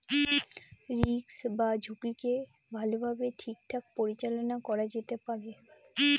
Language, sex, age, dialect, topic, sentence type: Bengali, female, 18-24, Northern/Varendri, agriculture, statement